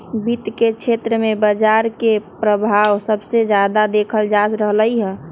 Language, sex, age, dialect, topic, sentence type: Magahi, female, 18-24, Western, banking, statement